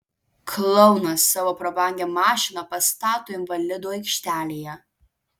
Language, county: Lithuanian, Alytus